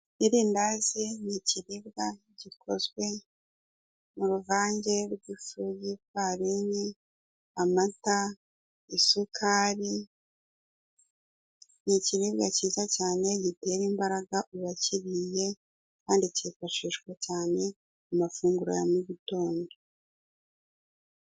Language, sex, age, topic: Kinyarwanda, female, 36-49, finance